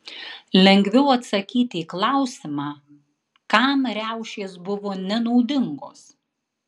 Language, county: Lithuanian, Tauragė